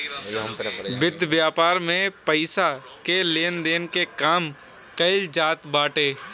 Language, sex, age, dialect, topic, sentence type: Bhojpuri, male, 18-24, Northern, banking, statement